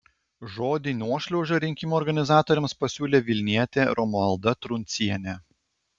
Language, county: Lithuanian, Klaipėda